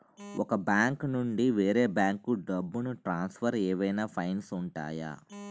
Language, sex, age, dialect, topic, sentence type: Telugu, male, 31-35, Utterandhra, banking, question